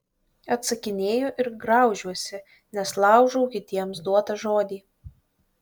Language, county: Lithuanian, Kaunas